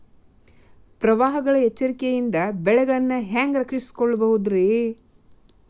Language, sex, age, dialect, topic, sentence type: Kannada, female, 46-50, Dharwad Kannada, agriculture, question